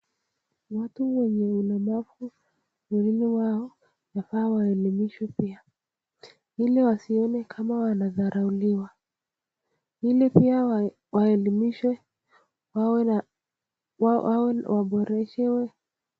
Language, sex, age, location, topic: Swahili, female, 18-24, Nakuru, education